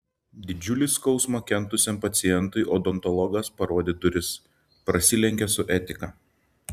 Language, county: Lithuanian, Šiauliai